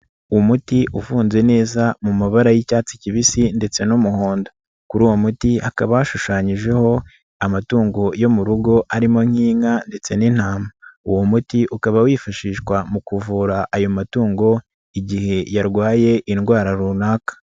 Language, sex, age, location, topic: Kinyarwanda, male, 25-35, Nyagatare, health